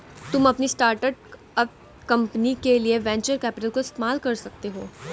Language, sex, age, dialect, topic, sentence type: Hindi, female, 18-24, Hindustani Malvi Khadi Boli, banking, statement